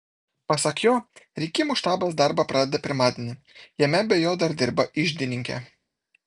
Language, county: Lithuanian, Vilnius